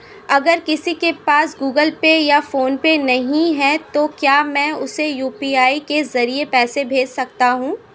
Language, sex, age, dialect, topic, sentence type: Hindi, female, 18-24, Marwari Dhudhari, banking, question